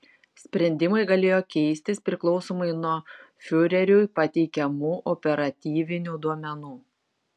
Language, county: Lithuanian, Šiauliai